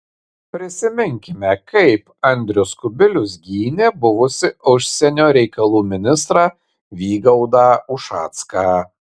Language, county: Lithuanian, Kaunas